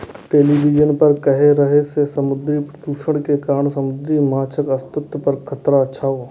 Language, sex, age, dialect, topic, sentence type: Maithili, male, 18-24, Eastern / Thethi, agriculture, statement